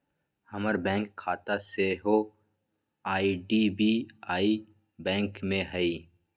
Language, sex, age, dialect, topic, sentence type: Magahi, male, 41-45, Western, banking, statement